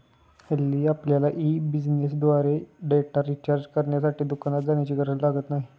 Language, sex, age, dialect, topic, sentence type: Marathi, male, 18-24, Standard Marathi, banking, statement